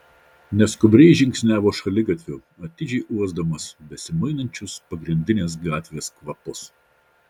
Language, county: Lithuanian, Vilnius